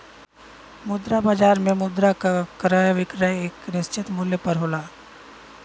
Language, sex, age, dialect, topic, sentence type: Bhojpuri, female, 41-45, Western, banking, statement